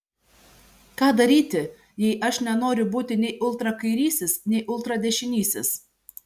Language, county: Lithuanian, Šiauliai